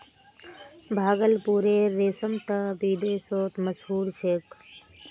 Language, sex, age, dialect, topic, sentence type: Magahi, female, 18-24, Northeastern/Surjapuri, agriculture, statement